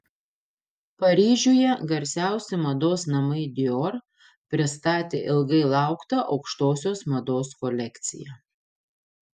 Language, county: Lithuanian, Panevėžys